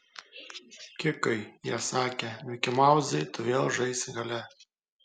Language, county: Lithuanian, Kaunas